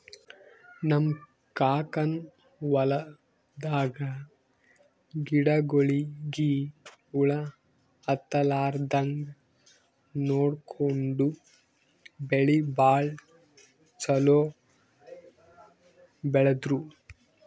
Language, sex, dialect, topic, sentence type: Kannada, male, Northeastern, agriculture, statement